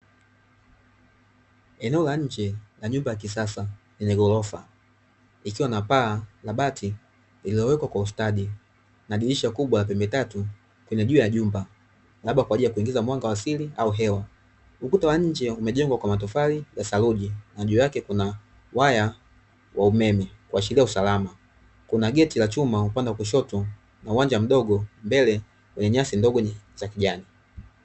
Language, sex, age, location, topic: Swahili, male, 25-35, Dar es Salaam, finance